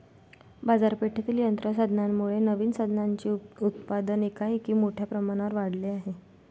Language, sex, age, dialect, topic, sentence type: Marathi, female, 56-60, Varhadi, agriculture, statement